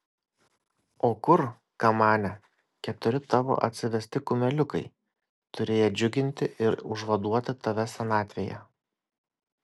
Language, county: Lithuanian, Kaunas